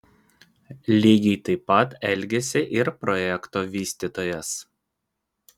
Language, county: Lithuanian, Vilnius